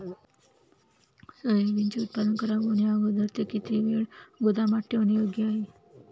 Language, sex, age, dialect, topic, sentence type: Marathi, female, 25-30, Standard Marathi, agriculture, question